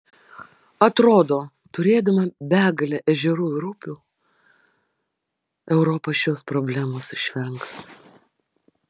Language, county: Lithuanian, Vilnius